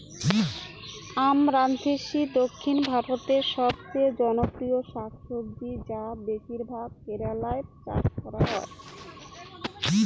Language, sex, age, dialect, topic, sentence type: Bengali, female, 31-35, Rajbangshi, agriculture, question